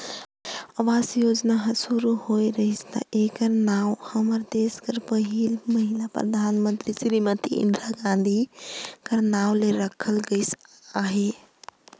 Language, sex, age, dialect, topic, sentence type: Chhattisgarhi, female, 18-24, Northern/Bhandar, banking, statement